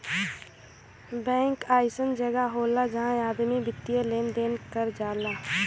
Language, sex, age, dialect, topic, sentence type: Bhojpuri, female, 18-24, Western, banking, statement